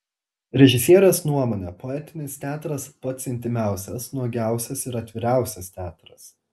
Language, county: Lithuanian, Telšiai